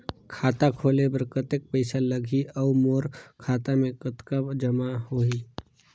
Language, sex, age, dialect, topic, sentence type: Chhattisgarhi, male, 18-24, Northern/Bhandar, banking, question